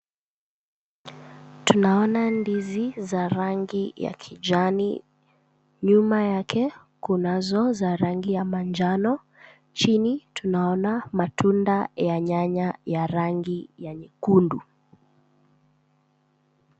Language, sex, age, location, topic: Swahili, female, 18-24, Kisumu, finance